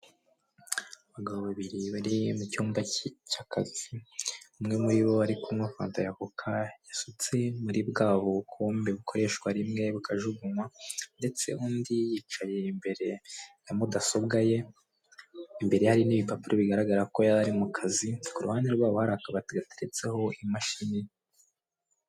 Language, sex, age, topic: Kinyarwanda, male, 18-24, finance